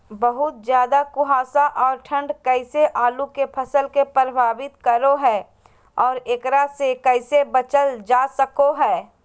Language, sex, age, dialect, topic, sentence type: Magahi, female, 31-35, Southern, agriculture, question